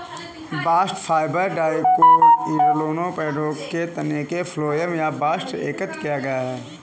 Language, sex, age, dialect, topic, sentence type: Hindi, male, 18-24, Kanauji Braj Bhasha, agriculture, statement